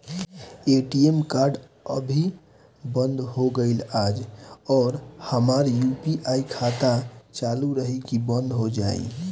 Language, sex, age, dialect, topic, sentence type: Bhojpuri, male, 18-24, Southern / Standard, banking, question